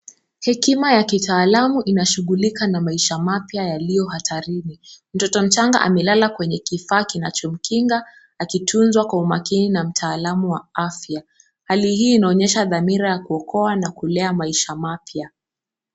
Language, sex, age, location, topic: Swahili, female, 18-24, Kisumu, health